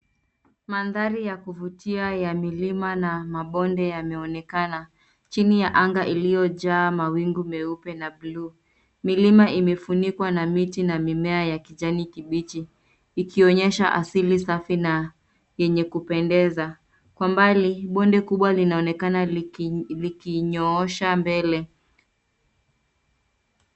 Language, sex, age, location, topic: Swahili, female, 25-35, Nairobi, government